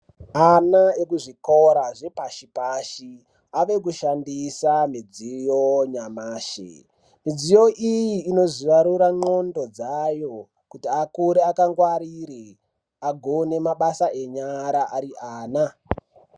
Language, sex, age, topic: Ndau, male, 18-24, education